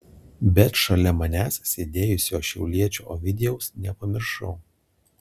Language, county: Lithuanian, Alytus